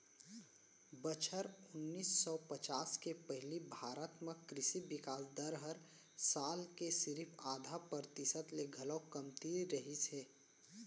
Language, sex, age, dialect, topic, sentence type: Chhattisgarhi, male, 18-24, Central, agriculture, statement